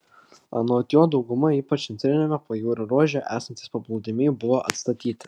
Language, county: Lithuanian, Kaunas